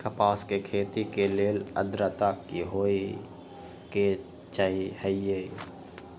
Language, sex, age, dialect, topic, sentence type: Magahi, male, 18-24, Western, agriculture, question